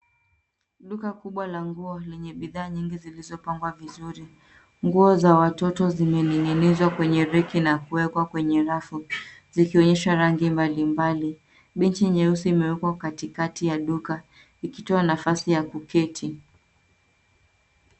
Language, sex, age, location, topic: Swahili, female, 18-24, Nairobi, finance